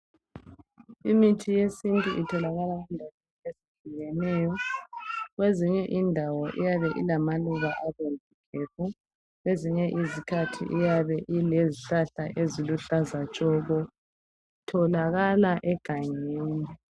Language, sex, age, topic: North Ndebele, female, 25-35, health